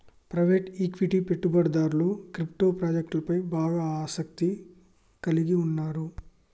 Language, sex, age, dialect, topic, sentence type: Telugu, male, 25-30, Telangana, banking, statement